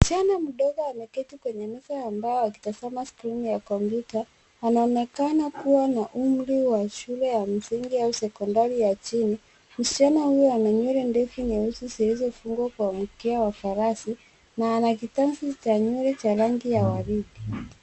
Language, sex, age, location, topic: Swahili, female, 36-49, Nairobi, education